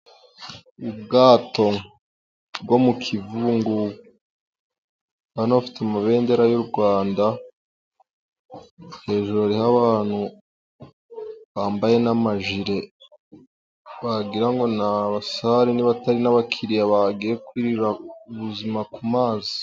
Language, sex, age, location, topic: Kinyarwanda, male, 18-24, Musanze, government